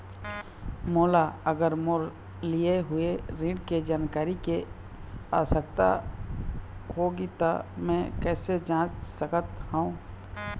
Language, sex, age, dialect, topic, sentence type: Chhattisgarhi, male, 25-30, Eastern, banking, question